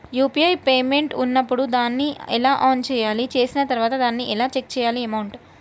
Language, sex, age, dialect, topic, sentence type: Telugu, male, 18-24, Telangana, banking, question